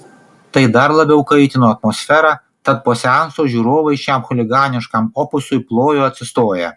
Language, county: Lithuanian, Kaunas